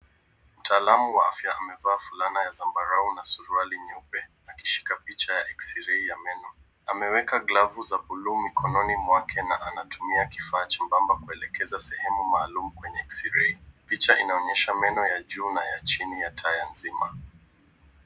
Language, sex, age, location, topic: Swahili, male, 18-24, Nairobi, health